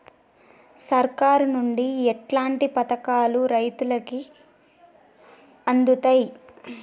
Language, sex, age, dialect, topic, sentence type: Telugu, female, 18-24, Telangana, agriculture, question